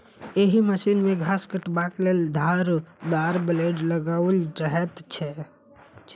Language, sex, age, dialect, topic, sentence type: Maithili, male, 25-30, Southern/Standard, agriculture, statement